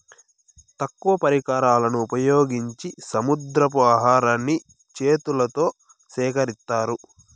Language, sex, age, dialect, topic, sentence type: Telugu, male, 18-24, Southern, agriculture, statement